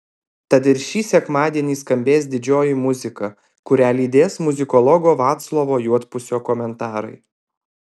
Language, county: Lithuanian, Alytus